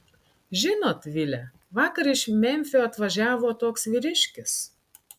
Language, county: Lithuanian, Klaipėda